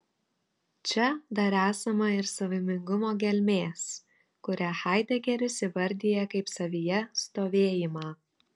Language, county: Lithuanian, Telšiai